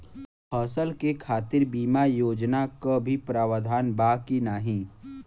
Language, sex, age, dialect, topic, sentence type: Bhojpuri, male, 18-24, Western, agriculture, question